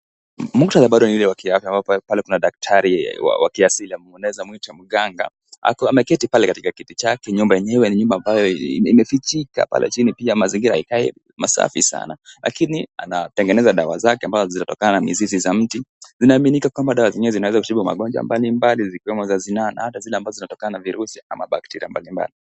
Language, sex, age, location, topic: Swahili, male, 18-24, Kisii, health